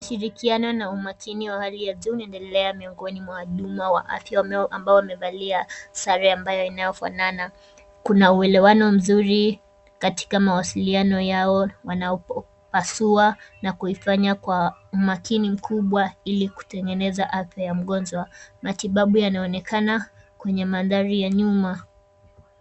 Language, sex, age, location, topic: Swahili, female, 18-24, Kisumu, health